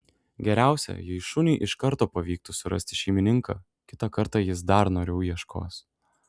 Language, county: Lithuanian, Šiauliai